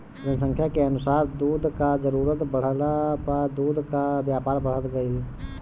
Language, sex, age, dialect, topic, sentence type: Bhojpuri, male, 18-24, Northern, agriculture, statement